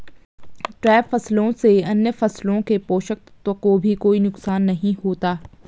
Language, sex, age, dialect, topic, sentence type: Hindi, female, 18-24, Garhwali, agriculture, statement